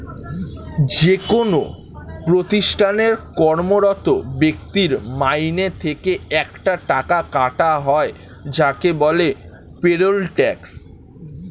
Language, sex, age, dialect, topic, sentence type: Bengali, male, <18, Standard Colloquial, banking, statement